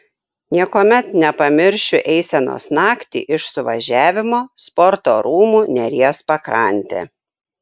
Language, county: Lithuanian, Šiauliai